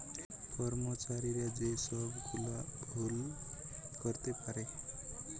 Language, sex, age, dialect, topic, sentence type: Bengali, male, 18-24, Western, banking, statement